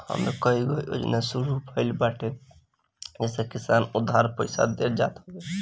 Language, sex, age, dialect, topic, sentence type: Bhojpuri, female, 18-24, Northern, agriculture, statement